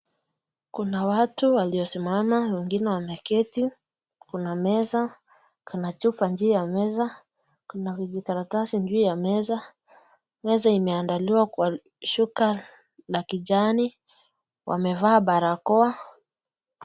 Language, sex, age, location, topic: Swahili, female, 18-24, Nakuru, government